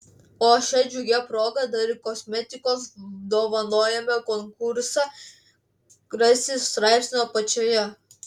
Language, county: Lithuanian, Klaipėda